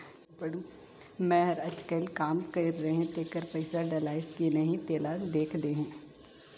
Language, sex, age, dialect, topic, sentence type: Chhattisgarhi, female, 18-24, Northern/Bhandar, banking, question